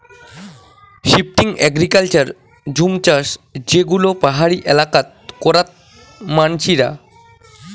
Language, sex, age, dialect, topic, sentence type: Bengali, male, 18-24, Rajbangshi, agriculture, statement